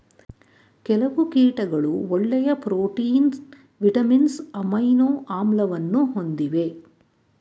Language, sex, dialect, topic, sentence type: Kannada, female, Mysore Kannada, agriculture, statement